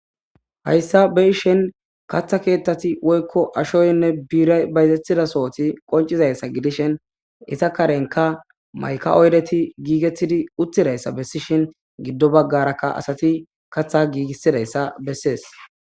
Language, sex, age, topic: Gamo, male, 18-24, government